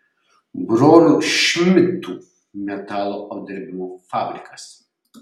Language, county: Lithuanian, Šiauliai